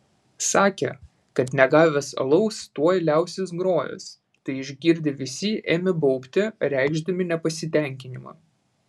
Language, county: Lithuanian, Vilnius